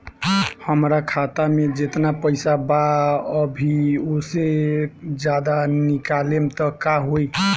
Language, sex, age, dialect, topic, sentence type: Bhojpuri, male, 18-24, Southern / Standard, banking, question